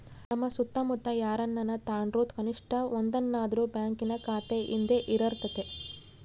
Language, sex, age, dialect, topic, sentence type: Kannada, female, 31-35, Central, banking, statement